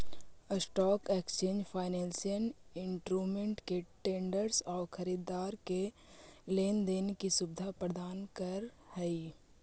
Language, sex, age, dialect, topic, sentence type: Magahi, female, 25-30, Central/Standard, banking, statement